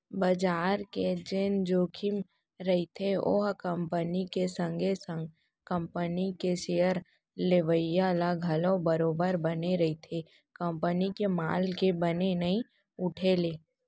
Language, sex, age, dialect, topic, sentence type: Chhattisgarhi, female, 18-24, Central, banking, statement